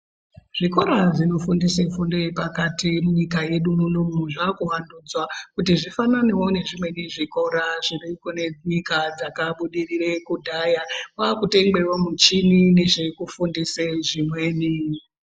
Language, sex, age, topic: Ndau, male, 36-49, education